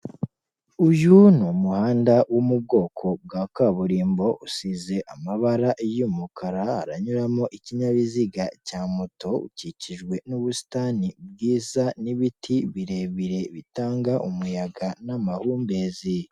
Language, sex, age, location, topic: Kinyarwanda, female, 18-24, Kigali, government